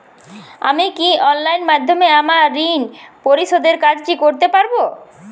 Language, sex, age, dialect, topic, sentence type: Bengali, female, 25-30, Jharkhandi, banking, question